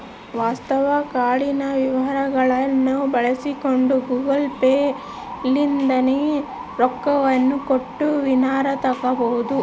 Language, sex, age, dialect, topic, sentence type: Kannada, female, 25-30, Central, banking, statement